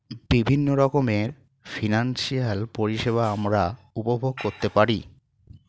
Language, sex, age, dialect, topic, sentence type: Bengali, male, 36-40, Standard Colloquial, banking, statement